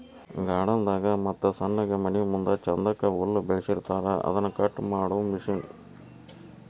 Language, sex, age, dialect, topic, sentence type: Kannada, male, 60-100, Dharwad Kannada, agriculture, statement